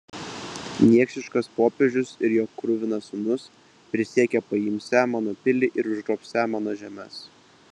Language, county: Lithuanian, Vilnius